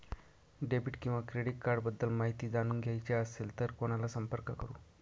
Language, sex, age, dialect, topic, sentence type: Marathi, male, 25-30, Northern Konkan, banking, question